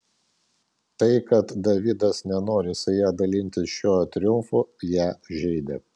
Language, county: Lithuanian, Vilnius